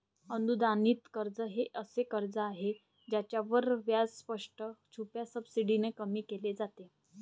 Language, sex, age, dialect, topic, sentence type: Marathi, female, 25-30, Varhadi, banking, statement